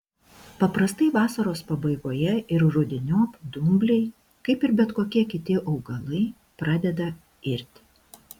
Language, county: Lithuanian, Šiauliai